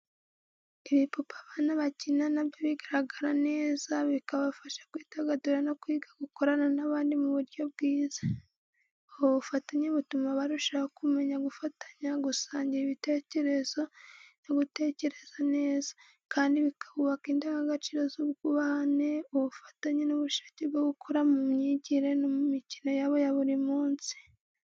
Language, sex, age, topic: Kinyarwanda, female, 18-24, education